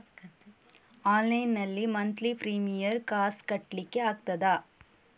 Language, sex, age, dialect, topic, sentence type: Kannada, female, 18-24, Coastal/Dakshin, banking, question